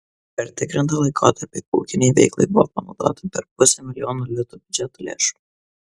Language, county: Lithuanian, Kaunas